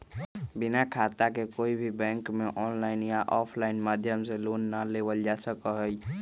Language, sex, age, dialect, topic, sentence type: Magahi, male, 31-35, Western, banking, statement